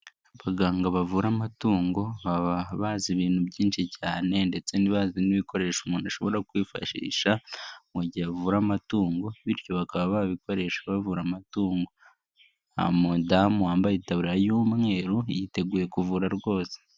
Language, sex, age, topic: Kinyarwanda, male, 18-24, agriculture